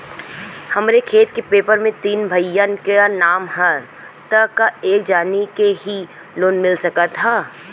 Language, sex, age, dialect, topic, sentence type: Bhojpuri, female, 25-30, Western, banking, question